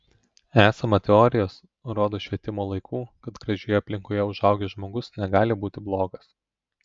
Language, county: Lithuanian, Telšiai